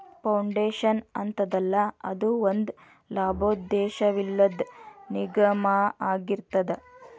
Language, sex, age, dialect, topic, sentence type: Kannada, female, 31-35, Dharwad Kannada, banking, statement